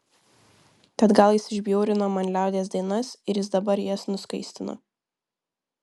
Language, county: Lithuanian, Vilnius